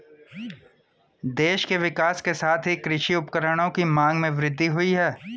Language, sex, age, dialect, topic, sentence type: Hindi, male, 25-30, Hindustani Malvi Khadi Boli, agriculture, statement